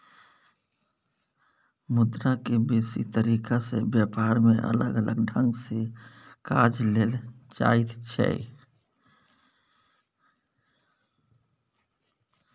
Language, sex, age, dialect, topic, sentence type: Maithili, male, 41-45, Bajjika, banking, statement